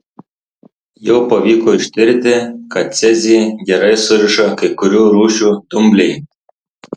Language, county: Lithuanian, Tauragė